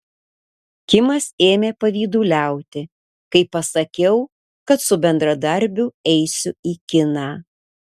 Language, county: Lithuanian, Panevėžys